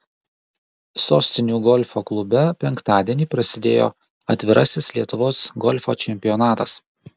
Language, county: Lithuanian, Kaunas